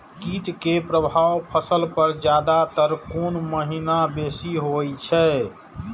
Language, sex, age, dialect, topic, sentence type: Maithili, male, 46-50, Eastern / Thethi, agriculture, question